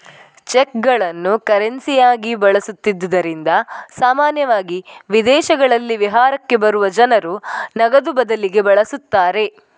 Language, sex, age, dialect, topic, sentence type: Kannada, female, 18-24, Coastal/Dakshin, banking, statement